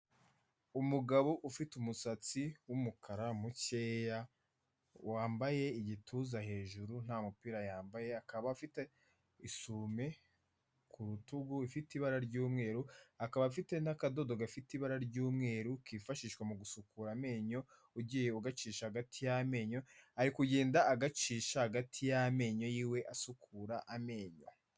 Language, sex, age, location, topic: Kinyarwanda, male, 25-35, Kigali, health